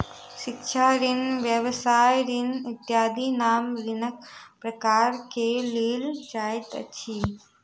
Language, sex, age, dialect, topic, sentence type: Maithili, female, 31-35, Southern/Standard, banking, statement